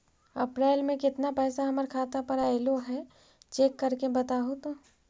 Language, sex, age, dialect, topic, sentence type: Magahi, female, 56-60, Central/Standard, banking, question